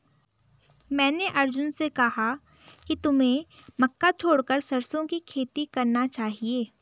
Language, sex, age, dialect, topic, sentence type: Hindi, female, 18-24, Garhwali, agriculture, statement